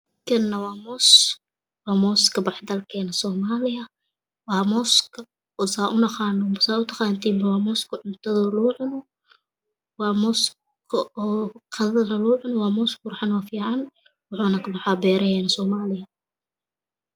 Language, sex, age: Somali, female, 18-24